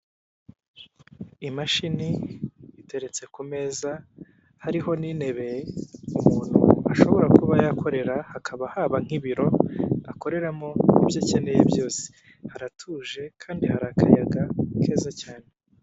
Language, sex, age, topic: Kinyarwanda, male, 18-24, finance